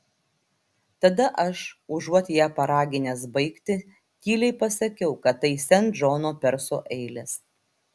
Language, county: Lithuanian, Klaipėda